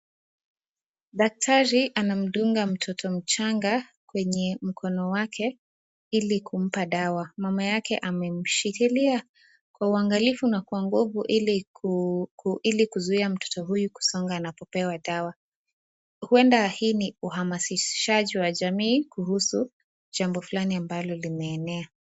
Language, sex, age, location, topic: Swahili, female, 18-24, Nakuru, health